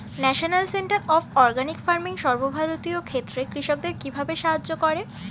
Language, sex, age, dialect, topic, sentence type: Bengali, female, 18-24, Standard Colloquial, agriculture, question